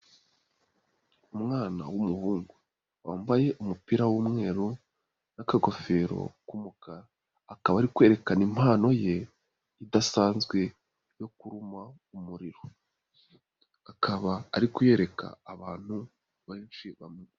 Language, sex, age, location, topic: Kinyarwanda, female, 36-49, Nyagatare, government